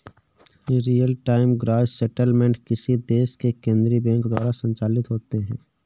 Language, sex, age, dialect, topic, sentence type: Hindi, male, 18-24, Awadhi Bundeli, banking, statement